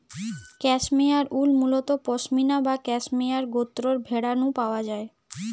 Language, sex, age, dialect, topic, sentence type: Bengali, female, 25-30, Western, agriculture, statement